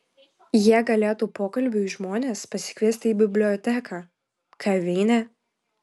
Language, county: Lithuanian, Vilnius